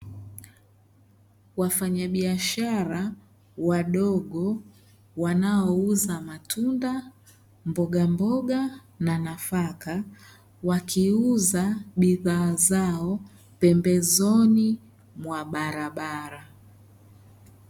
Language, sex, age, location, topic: Swahili, male, 25-35, Dar es Salaam, finance